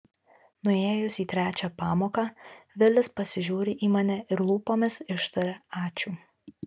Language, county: Lithuanian, Alytus